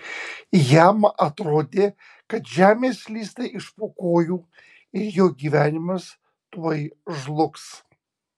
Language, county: Lithuanian, Kaunas